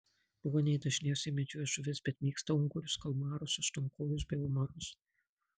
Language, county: Lithuanian, Marijampolė